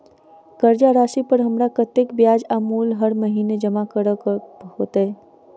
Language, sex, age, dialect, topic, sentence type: Maithili, female, 41-45, Southern/Standard, banking, question